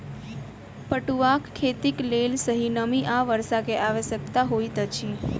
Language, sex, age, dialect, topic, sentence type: Maithili, female, 18-24, Southern/Standard, agriculture, statement